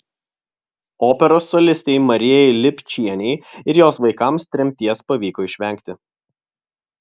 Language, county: Lithuanian, Vilnius